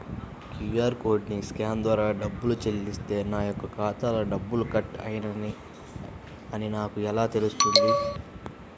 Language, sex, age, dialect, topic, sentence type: Telugu, male, 18-24, Central/Coastal, banking, question